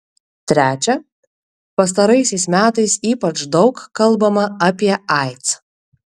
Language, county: Lithuanian, Kaunas